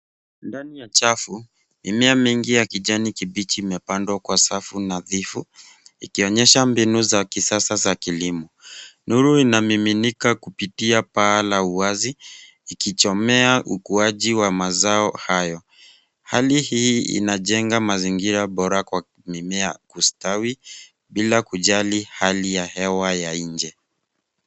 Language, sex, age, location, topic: Swahili, male, 25-35, Nairobi, agriculture